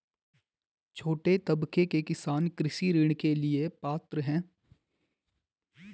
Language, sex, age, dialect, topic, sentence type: Hindi, male, 18-24, Garhwali, agriculture, question